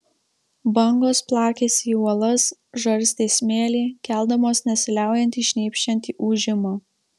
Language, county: Lithuanian, Marijampolė